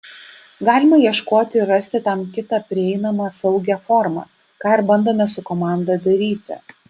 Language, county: Lithuanian, Vilnius